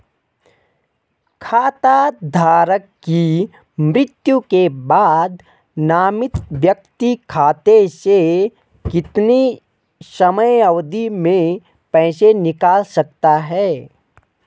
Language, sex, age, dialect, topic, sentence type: Hindi, male, 18-24, Garhwali, banking, question